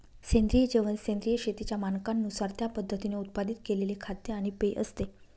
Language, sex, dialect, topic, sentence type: Marathi, female, Northern Konkan, agriculture, statement